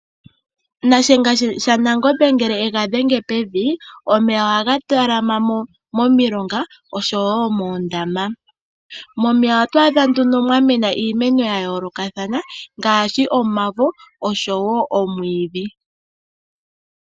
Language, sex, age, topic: Oshiwambo, female, 25-35, agriculture